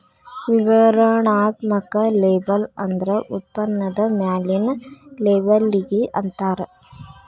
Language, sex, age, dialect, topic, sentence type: Kannada, female, 25-30, Dharwad Kannada, banking, statement